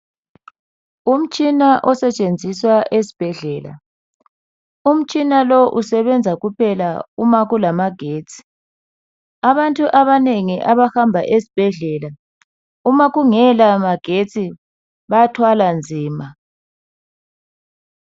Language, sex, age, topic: North Ndebele, male, 36-49, health